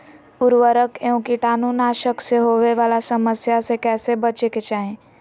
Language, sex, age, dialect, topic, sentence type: Magahi, female, 18-24, Southern, agriculture, question